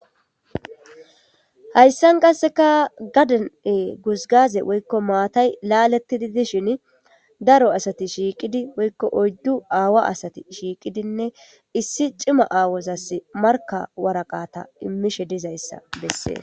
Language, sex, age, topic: Gamo, female, 18-24, government